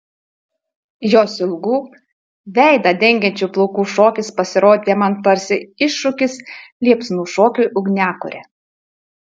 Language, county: Lithuanian, Utena